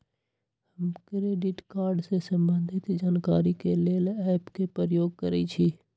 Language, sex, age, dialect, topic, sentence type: Magahi, male, 51-55, Western, banking, statement